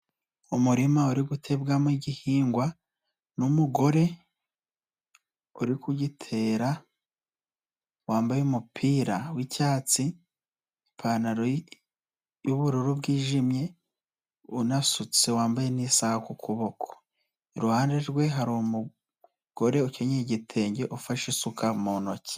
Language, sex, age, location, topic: Kinyarwanda, male, 18-24, Nyagatare, agriculture